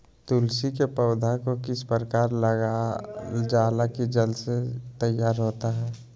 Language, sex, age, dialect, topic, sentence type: Magahi, male, 25-30, Southern, agriculture, question